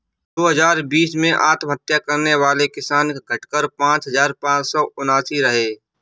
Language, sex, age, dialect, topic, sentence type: Hindi, male, 25-30, Awadhi Bundeli, agriculture, statement